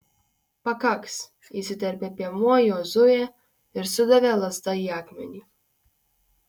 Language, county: Lithuanian, Kaunas